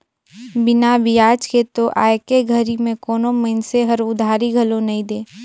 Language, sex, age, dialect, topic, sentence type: Chhattisgarhi, female, 18-24, Northern/Bhandar, banking, statement